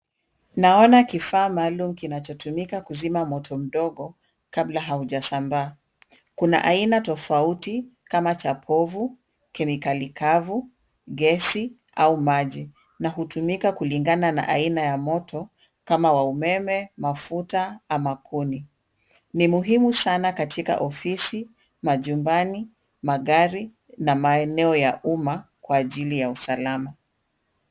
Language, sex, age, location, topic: Swahili, female, 36-49, Kisumu, education